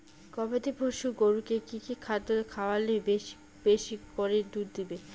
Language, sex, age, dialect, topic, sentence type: Bengali, female, 18-24, Rajbangshi, agriculture, question